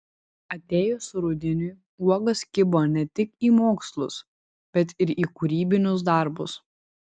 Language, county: Lithuanian, Vilnius